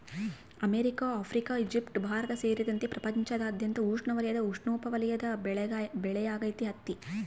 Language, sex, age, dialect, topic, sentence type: Kannada, female, 18-24, Central, agriculture, statement